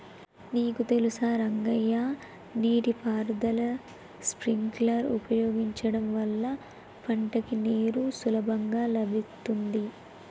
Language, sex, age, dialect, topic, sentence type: Telugu, female, 18-24, Telangana, agriculture, statement